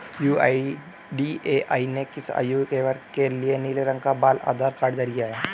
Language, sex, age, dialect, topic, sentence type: Hindi, male, 18-24, Hindustani Malvi Khadi Boli, banking, question